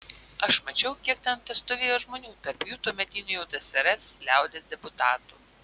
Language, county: Lithuanian, Vilnius